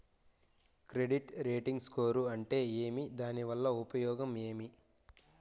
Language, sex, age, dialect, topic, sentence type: Telugu, male, 41-45, Southern, banking, question